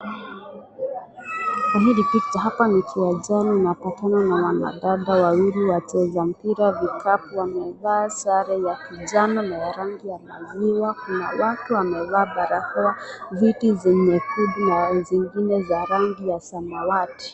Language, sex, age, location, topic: Swahili, female, 25-35, Nakuru, government